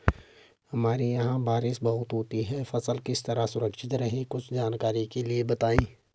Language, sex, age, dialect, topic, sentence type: Hindi, male, 25-30, Garhwali, agriculture, question